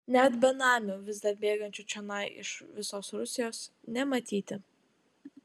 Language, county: Lithuanian, Utena